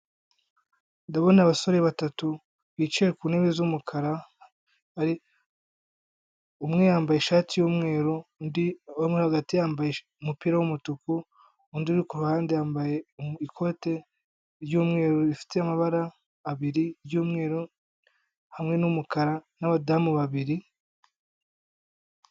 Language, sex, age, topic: Kinyarwanda, male, 25-35, government